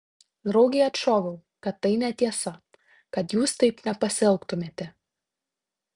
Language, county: Lithuanian, Tauragė